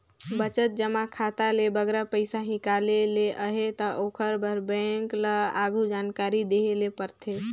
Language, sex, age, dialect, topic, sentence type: Chhattisgarhi, female, 18-24, Northern/Bhandar, banking, statement